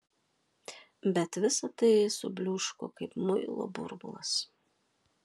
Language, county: Lithuanian, Alytus